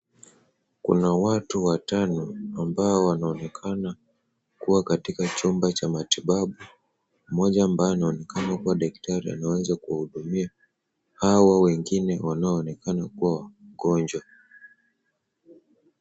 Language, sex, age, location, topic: Swahili, male, 18-24, Wajir, health